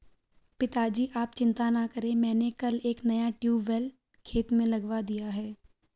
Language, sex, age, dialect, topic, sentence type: Hindi, female, 41-45, Garhwali, agriculture, statement